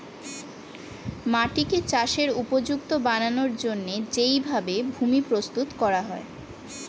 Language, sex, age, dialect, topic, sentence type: Bengali, female, 41-45, Standard Colloquial, agriculture, statement